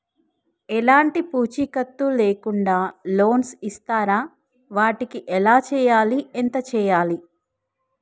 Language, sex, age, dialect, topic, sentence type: Telugu, female, 36-40, Telangana, banking, question